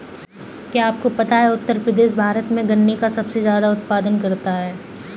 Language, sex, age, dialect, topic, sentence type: Hindi, female, 18-24, Kanauji Braj Bhasha, agriculture, statement